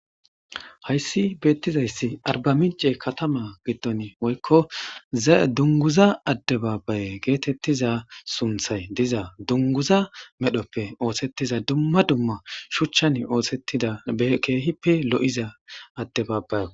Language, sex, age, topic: Gamo, female, 25-35, government